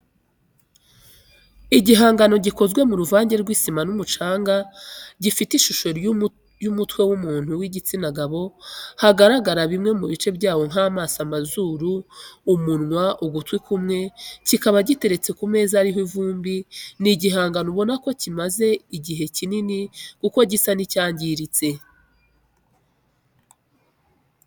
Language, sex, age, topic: Kinyarwanda, female, 25-35, education